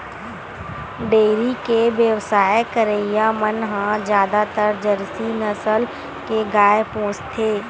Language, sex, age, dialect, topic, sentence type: Chhattisgarhi, female, 25-30, Western/Budati/Khatahi, agriculture, statement